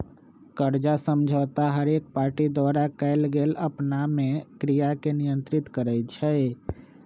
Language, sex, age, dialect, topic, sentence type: Magahi, male, 25-30, Western, banking, statement